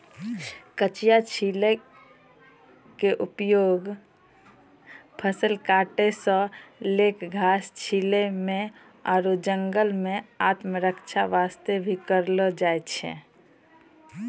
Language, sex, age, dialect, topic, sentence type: Maithili, female, 18-24, Angika, agriculture, statement